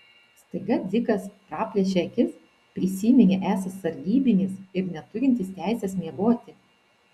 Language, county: Lithuanian, Vilnius